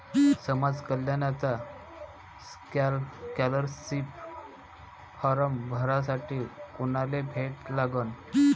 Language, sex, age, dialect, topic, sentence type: Marathi, male, 25-30, Varhadi, banking, question